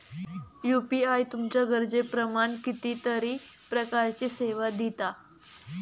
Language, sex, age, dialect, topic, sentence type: Marathi, female, 18-24, Southern Konkan, banking, statement